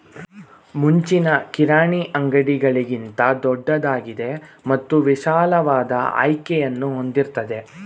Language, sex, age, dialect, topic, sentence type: Kannada, male, 18-24, Mysore Kannada, agriculture, statement